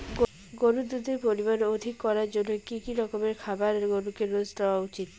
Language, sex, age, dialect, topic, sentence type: Bengali, female, 25-30, Rajbangshi, agriculture, question